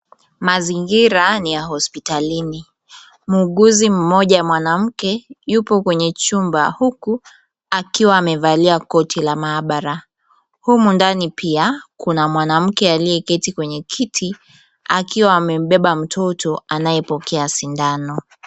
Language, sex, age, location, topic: Swahili, female, 18-24, Kisumu, health